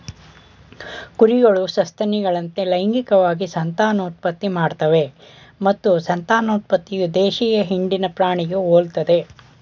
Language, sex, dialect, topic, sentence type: Kannada, male, Mysore Kannada, agriculture, statement